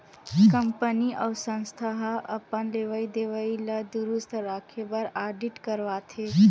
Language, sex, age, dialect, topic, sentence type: Chhattisgarhi, female, 25-30, Western/Budati/Khatahi, banking, statement